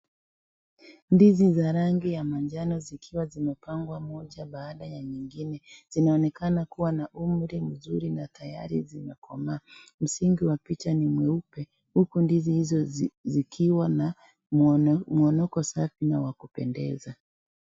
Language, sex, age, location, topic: Swahili, female, 36-49, Kisii, agriculture